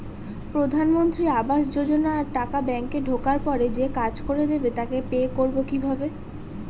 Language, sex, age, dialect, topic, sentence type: Bengali, female, 31-35, Standard Colloquial, banking, question